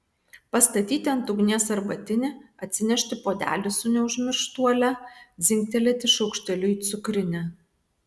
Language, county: Lithuanian, Vilnius